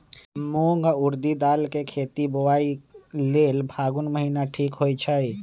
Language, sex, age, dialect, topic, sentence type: Magahi, male, 25-30, Western, agriculture, statement